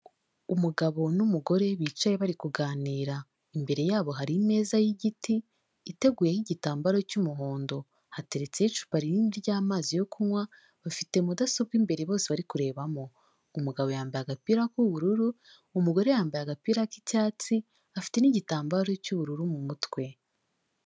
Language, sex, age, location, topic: Kinyarwanda, female, 18-24, Kigali, health